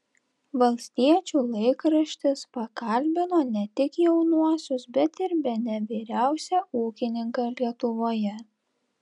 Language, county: Lithuanian, Telšiai